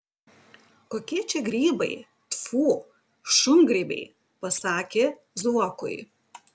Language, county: Lithuanian, Utena